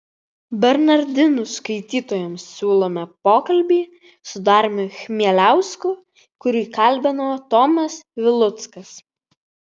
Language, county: Lithuanian, Vilnius